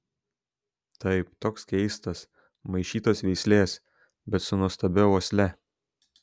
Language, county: Lithuanian, Šiauliai